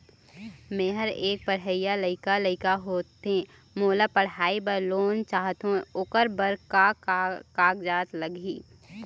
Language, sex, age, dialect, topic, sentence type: Chhattisgarhi, female, 25-30, Eastern, banking, question